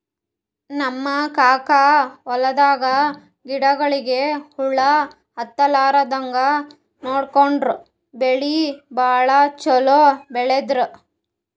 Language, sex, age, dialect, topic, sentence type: Kannada, female, 18-24, Northeastern, agriculture, statement